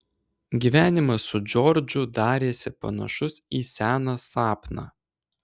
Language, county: Lithuanian, Klaipėda